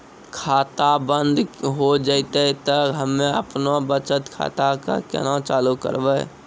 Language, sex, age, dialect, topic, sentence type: Maithili, male, 18-24, Angika, banking, question